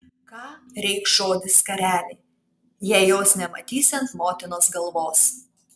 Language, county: Lithuanian, Kaunas